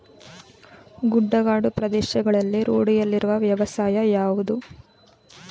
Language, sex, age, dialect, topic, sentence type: Kannada, female, 25-30, Mysore Kannada, agriculture, question